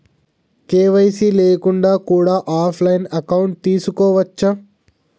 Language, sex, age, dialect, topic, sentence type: Telugu, male, 18-24, Telangana, banking, question